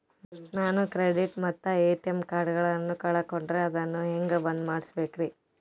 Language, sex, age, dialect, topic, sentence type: Kannada, female, 18-24, Central, banking, question